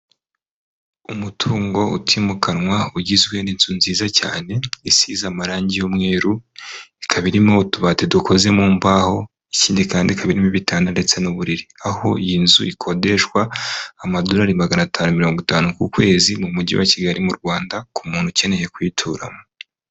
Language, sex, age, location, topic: Kinyarwanda, female, 25-35, Kigali, finance